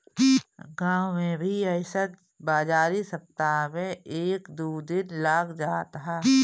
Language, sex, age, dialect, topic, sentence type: Bhojpuri, female, 31-35, Northern, agriculture, statement